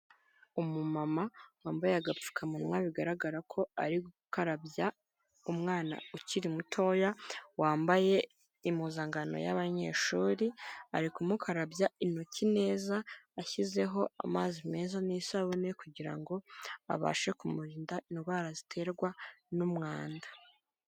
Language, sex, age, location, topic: Kinyarwanda, female, 25-35, Kigali, health